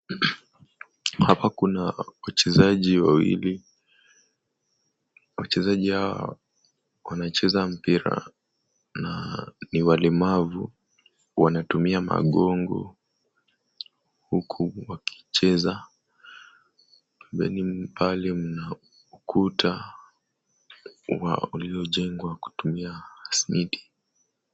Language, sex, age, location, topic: Swahili, male, 18-24, Kisumu, education